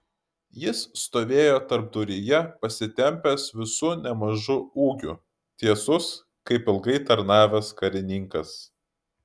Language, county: Lithuanian, Klaipėda